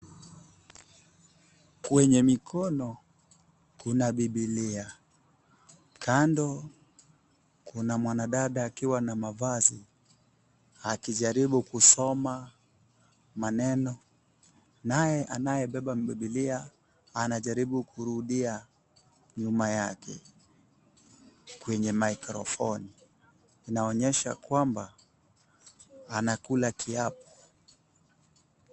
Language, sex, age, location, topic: Swahili, male, 18-24, Kisumu, government